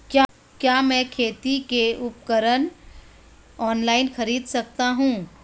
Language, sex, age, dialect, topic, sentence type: Hindi, female, 25-30, Marwari Dhudhari, agriculture, question